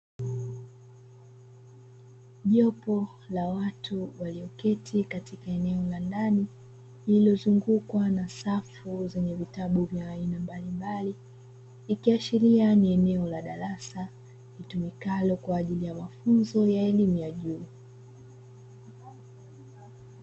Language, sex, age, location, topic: Swahili, female, 25-35, Dar es Salaam, education